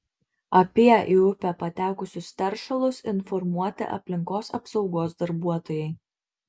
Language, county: Lithuanian, Marijampolė